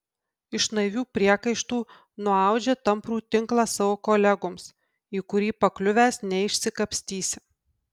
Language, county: Lithuanian, Kaunas